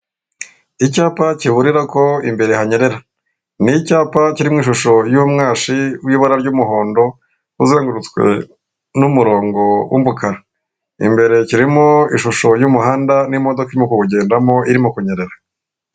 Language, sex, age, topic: Kinyarwanda, male, 36-49, government